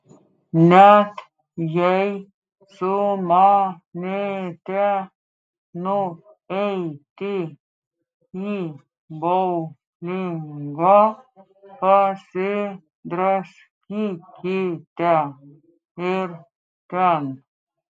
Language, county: Lithuanian, Klaipėda